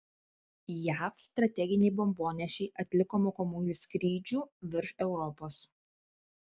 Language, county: Lithuanian, Kaunas